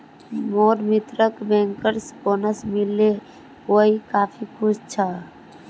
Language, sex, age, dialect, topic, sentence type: Magahi, female, 18-24, Northeastern/Surjapuri, banking, statement